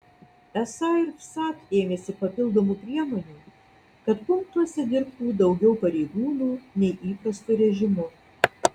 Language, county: Lithuanian, Vilnius